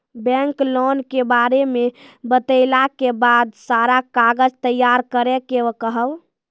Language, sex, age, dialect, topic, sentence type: Maithili, female, 18-24, Angika, banking, question